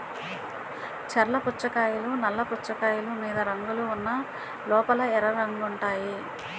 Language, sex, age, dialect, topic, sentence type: Telugu, female, 41-45, Utterandhra, agriculture, statement